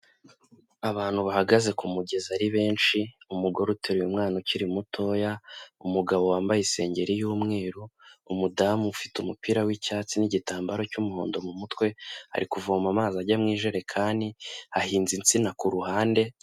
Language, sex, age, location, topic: Kinyarwanda, male, 18-24, Kigali, health